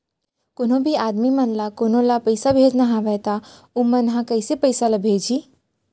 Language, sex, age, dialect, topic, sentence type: Chhattisgarhi, female, 18-24, Central, banking, question